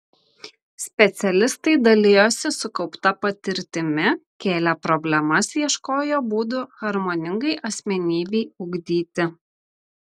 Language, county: Lithuanian, Vilnius